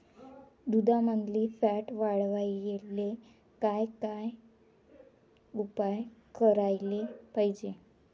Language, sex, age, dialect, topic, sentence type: Marathi, female, 25-30, Varhadi, agriculture, question